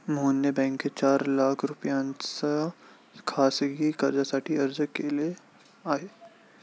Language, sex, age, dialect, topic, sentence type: Marathi, male, 18-24, Standard Marathi, banking, statement